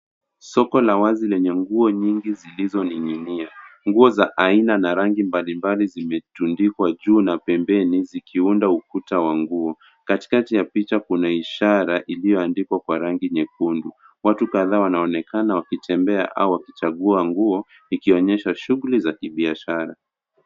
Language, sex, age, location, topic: Swahili, male, 18-24, Nairobi, finance